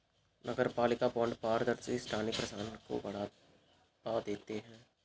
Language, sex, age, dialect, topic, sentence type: Hindi, male, 18-24, Kanauji Braj Bhasha, banking, statement